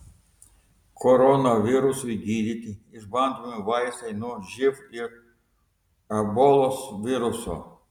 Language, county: Lithuanian, Telšiai